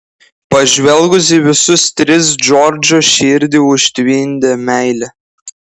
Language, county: Lithuanian, Klaipėda